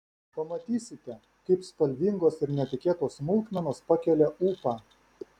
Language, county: Lithuanian, Vilnius